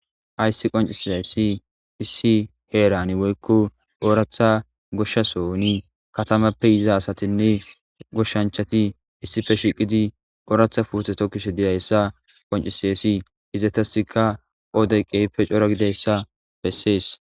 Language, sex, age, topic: Gamo, male, 25-35, agriculture